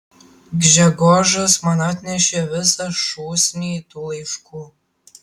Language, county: Lithuanian, Tauragė